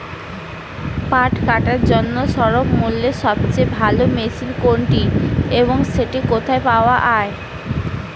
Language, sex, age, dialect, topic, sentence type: Bengali, female, 25-30, Rajbangshi, agriculture, question